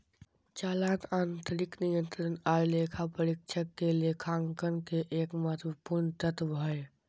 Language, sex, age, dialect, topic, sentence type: Magahi, male, 60-100, Southern, banking, statement